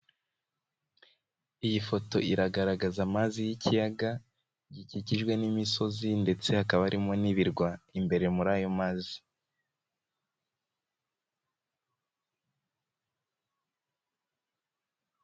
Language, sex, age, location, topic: Kinyarwanda, male, 18-24, Nyagatare, agriculture